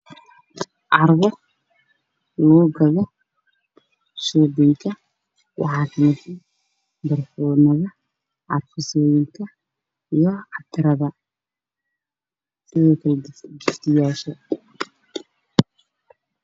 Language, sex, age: Somali, male, 18-24